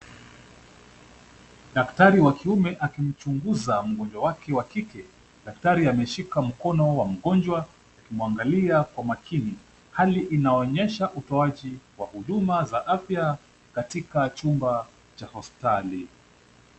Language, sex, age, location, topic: Swahili, male, 25-35, Kisumu, health